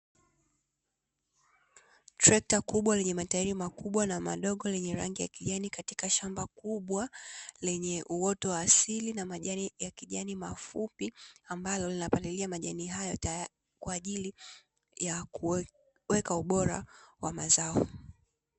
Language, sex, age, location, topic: Swahili, female, 18-24, Dar es Salaam, agriculture